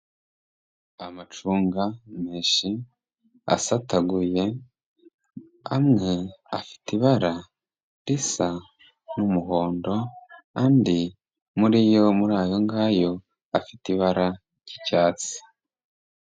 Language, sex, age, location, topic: Kinyarwanda, male, 25-35, Kigali, health